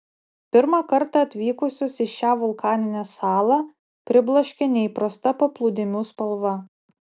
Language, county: Lithuanian, Utena